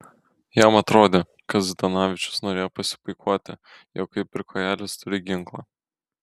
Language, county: Lithuanian, Kaunas